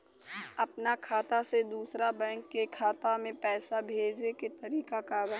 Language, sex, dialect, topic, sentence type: Bhojpuri, female, Western, banking, question